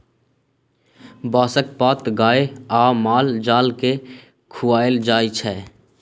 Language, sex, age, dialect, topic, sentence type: Maithili, male, 18-24, Bajjika, agriculture, statement